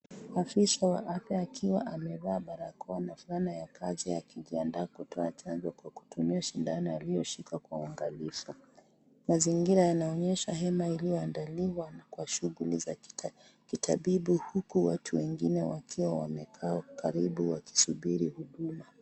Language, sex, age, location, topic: Swahili, female, 36-49, Kisii, health